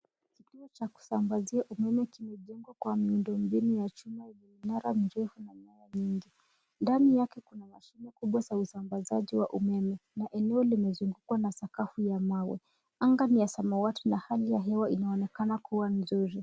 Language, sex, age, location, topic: Swahili, female, 25-35, Nairobi, government